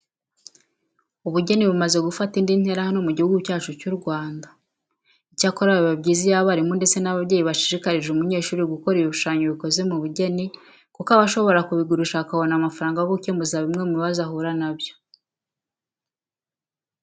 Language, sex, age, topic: Kinyarwanda, female, 36-49, education